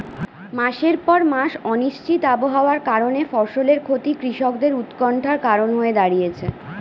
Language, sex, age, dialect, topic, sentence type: Bengali, female, 41-45, Standard Colloquial, agriculture, question